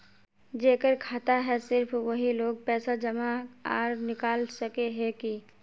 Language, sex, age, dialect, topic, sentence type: Magahi, female, 25-30, Northeastern/Surjapuri, banking, question